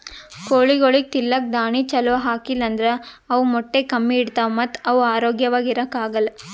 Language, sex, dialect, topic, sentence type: Kannada, female, Northeastern, agriculture, statement